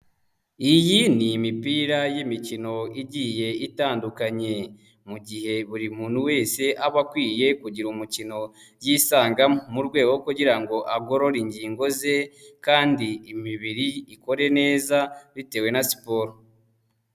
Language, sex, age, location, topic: Kinyarwanda, male, 25-35, Huye, health